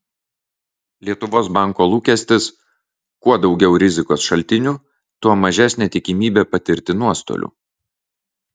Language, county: Lithuanian, Vilnius